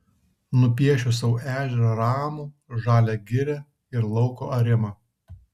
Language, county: Lithuanian, Kaunas